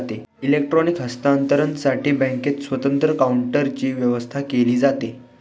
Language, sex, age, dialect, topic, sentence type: Marathi, male, 25-30, Standard Marathi, banking, statement